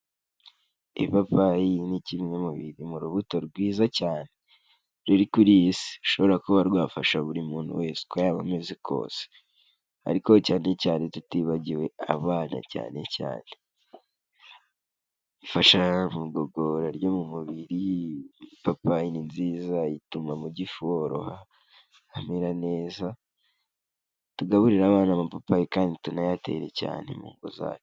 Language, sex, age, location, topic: Kinyarwanda, male, 18-24, Kigali, agriculture